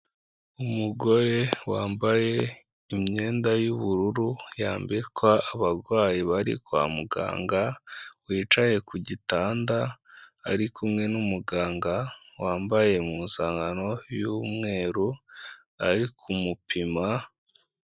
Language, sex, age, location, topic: Kinyarwanda, male, 25-35, Kigali, health